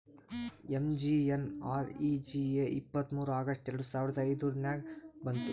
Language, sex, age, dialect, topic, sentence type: Kannada, male, 18-24, Northeastern, banking, statement